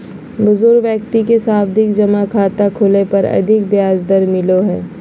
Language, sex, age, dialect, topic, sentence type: Magahi, female, 56-60, Southern, banking, statement